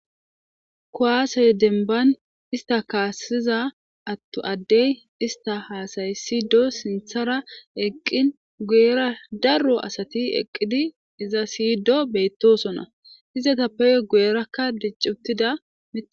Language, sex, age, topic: Gamo, female, 25-35, government